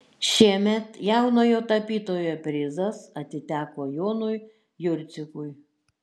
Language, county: Lithuanian, Šiauliai